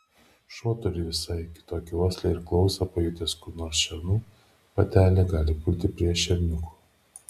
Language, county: Lithuanian, Šiauliai